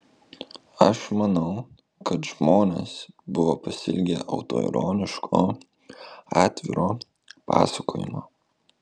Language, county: Lithuanian, Kaunas